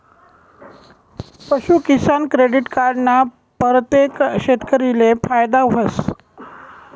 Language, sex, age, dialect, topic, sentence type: Marathi, male, 18-24, Northern Konkan, agriculture, statement